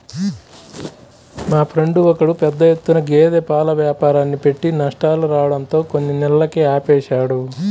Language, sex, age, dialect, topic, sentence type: Telugu, female, 31-35, Central/Coastal, agriculture, statement